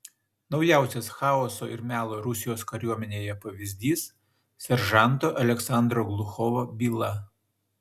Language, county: Lithuanian, Šiauliai